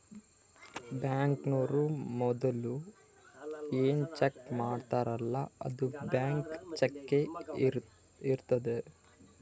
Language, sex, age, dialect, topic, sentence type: Kannada, male, 18-24, Northeastern, banking, statement